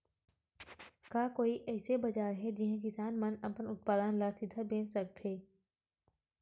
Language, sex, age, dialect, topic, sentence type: Chhattisgarhi, female, 18-24, Western/Budati/Khatahi, agriculture, statement